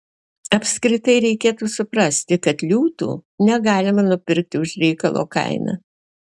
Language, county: Lithuanian, Alytus